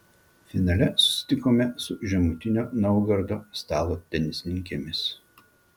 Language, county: Lithuanian, Vilnius